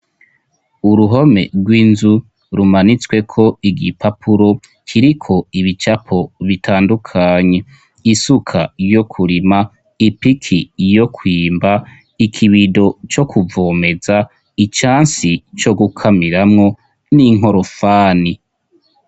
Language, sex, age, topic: Rundi, male, 25-35, education